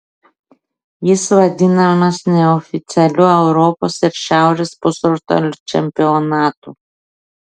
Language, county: Lithuanian, Klaipėda